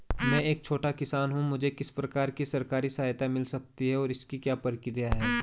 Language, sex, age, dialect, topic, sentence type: Hindi, male, 25-30, Garhwali, agriculture, question